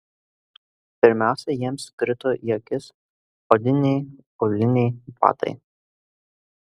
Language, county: Lithuanian, Kaunas